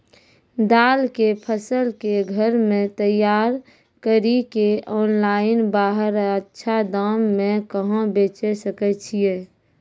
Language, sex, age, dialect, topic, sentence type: Maithili, female, 25-30, Angika, agriculture, question